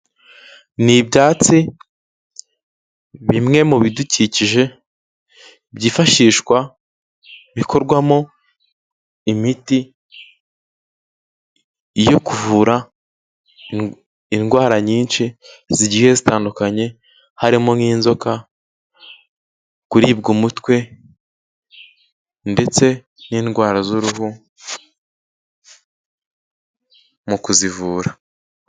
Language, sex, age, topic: Kinyarwanda, male, 18-24, health